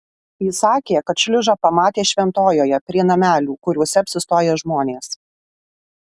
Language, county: Lithuanian, Alytus